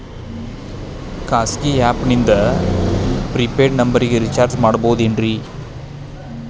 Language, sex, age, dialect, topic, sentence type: Kannada, male, 36-40, Dharwad Kannada, banking, question